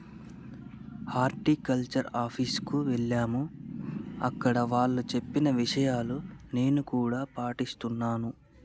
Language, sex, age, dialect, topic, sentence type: Telugu, male, 31-35, Telangana, agriculture, statement